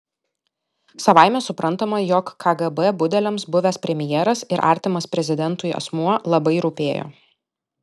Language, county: Lithuanian, Alytus